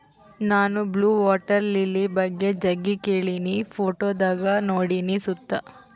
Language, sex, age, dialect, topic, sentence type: Kannada, female, 36-40, Central, agriculture, statement